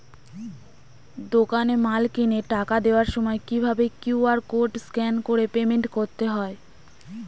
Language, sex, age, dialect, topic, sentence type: Bengali, female, 18-24, Standard Colloquial, banking, question